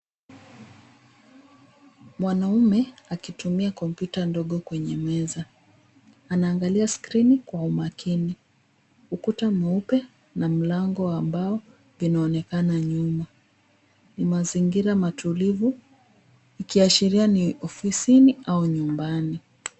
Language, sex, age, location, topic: Swahili, female, 25-35, Nairobi, education